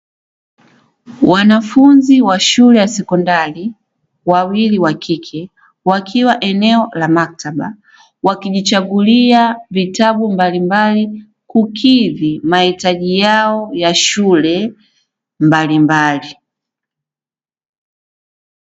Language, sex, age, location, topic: Swahili, female, 25-35, Dar es Salaam, education